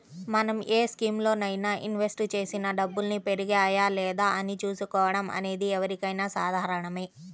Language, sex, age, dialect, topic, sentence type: Telugu, female, 31-35, Central/Coastal, banking, statement